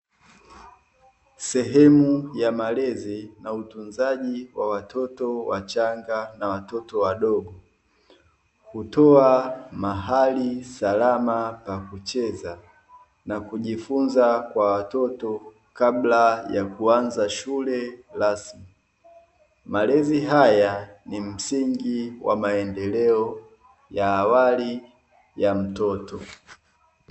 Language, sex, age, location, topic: Swahili, male, 18-24, Dar es Salaam, education